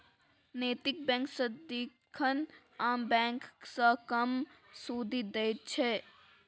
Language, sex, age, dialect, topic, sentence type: Maithili, female, 36-40, Bajjika, banking, statement